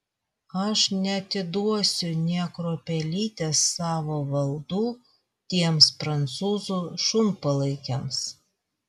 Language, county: Lithuanian, Vilnius